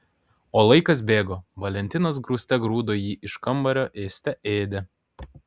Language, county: Lithuanian, Kaunas